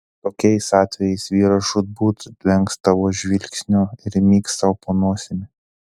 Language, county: Lithuanian, Telšiai